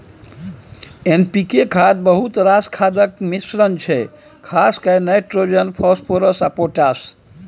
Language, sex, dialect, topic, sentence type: Maithili, male, Bajjika, agriculture, statement